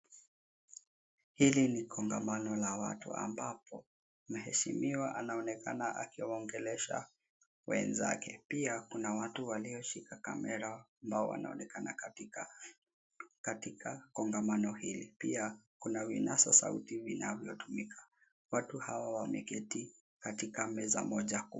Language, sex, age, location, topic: Swahili, male, 18-24, Nairobi, health